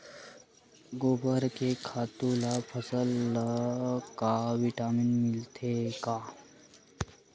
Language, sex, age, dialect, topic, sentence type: Chhattisgarhi, male, 18-24, Western/Budati/Khatahi, agriculture, question